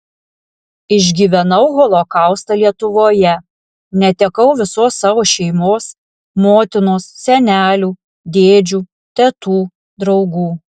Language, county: Lithuanian, Alytus